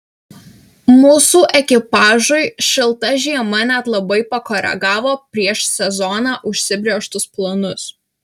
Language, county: Lithuanian, Alytus